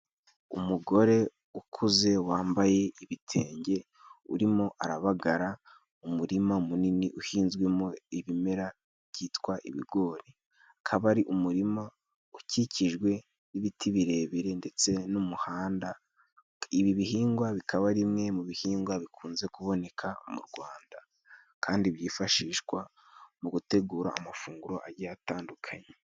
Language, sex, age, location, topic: Kinyarwanda, male, 18-24, Musanze, agriculture